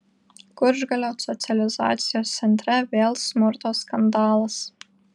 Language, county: Lithuanian, Vilnius